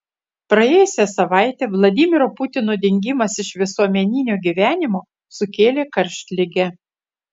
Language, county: Lithuanian, Utena